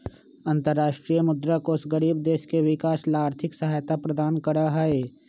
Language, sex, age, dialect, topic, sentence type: Magahi, male, 25-30, Western, banking, statement